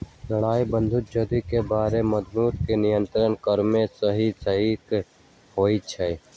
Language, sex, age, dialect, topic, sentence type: Magahi, male, 18-24, Western, banking, statement